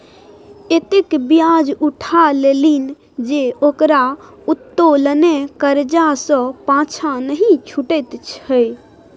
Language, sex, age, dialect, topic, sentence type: Maithili, female, 18-24, Bajjika, banking, statement